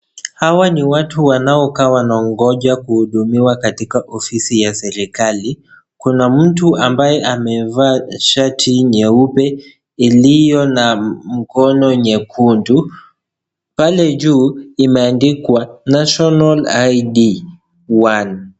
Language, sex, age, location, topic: Swahili, male, 18-24, Kisii, government